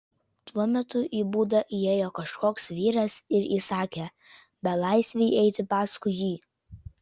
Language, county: Lithuanian, Vilnius